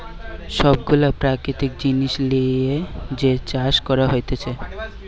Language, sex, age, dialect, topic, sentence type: Bengali, male, 18-24, Western, agriculture, statement